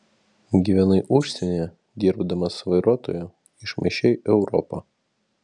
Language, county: Lithuanian, Vilnius